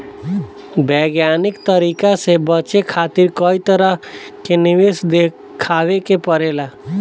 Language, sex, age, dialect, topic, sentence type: Bhojpuri, male, 25-30, Southern / Standard, banking, statement